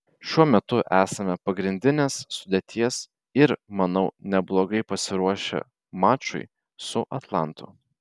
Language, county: Lithuanian, Vilnius